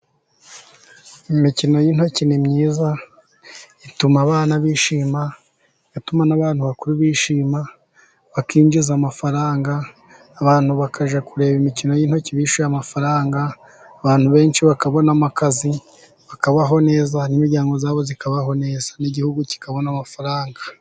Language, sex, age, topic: Kinyarwanda, male, 36-49, government